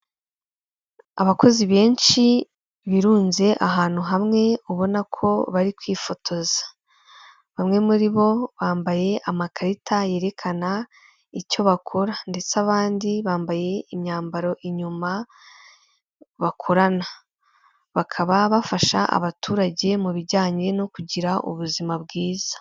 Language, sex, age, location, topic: Kinyarwanda, female, 18-24, Kigali, health